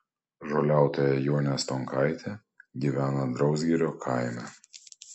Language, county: Lithuanian, Panevėžys